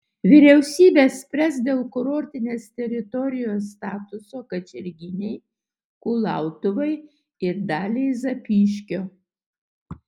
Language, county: Lithuanian, Utena